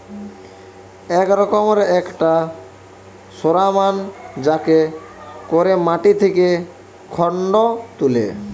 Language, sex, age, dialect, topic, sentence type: Bengali, male, 18-24, Western, agriculture, statement